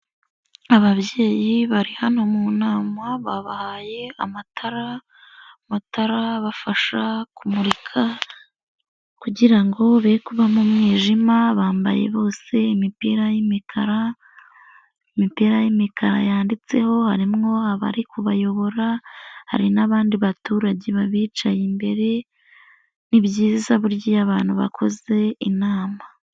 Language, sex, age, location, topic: Kinyarwanda, female, 18-24, Nyagatare, government